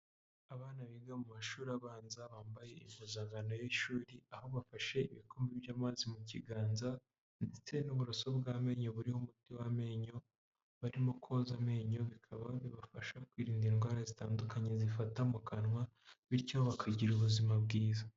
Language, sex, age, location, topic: Kinyarwanda, male, 18-24, Huye, health